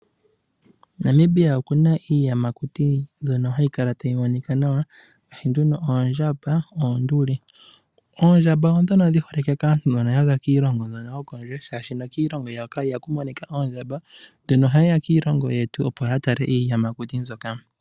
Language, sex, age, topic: Oshiwambo, male, 18-24, agriculture